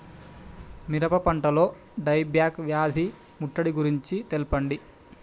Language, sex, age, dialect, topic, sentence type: Telugu, male, 25-30, Telangana, agriculture, question